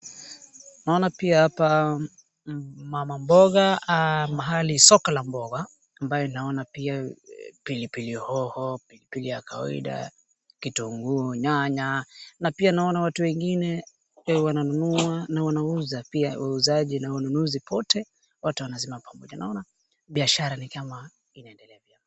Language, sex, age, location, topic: Swahili, male, 18-24, Wajir, finance